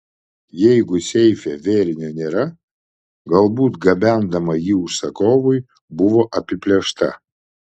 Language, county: Lithuanian, Vilnius